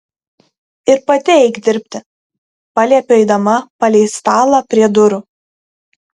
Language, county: Lithuanian, Kaunas